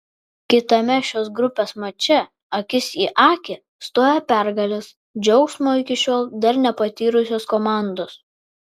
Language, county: Lithuanian, Vilnius